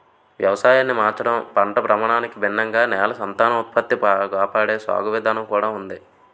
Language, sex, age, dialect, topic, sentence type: Telugu, male, 18-24, Utterandhra, agriculture, statement